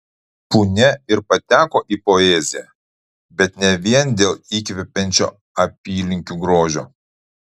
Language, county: Lithuanian, Utena